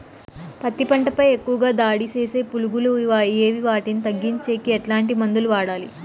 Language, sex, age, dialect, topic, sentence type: Telugu, female, 18-24, Southern, agriculture, question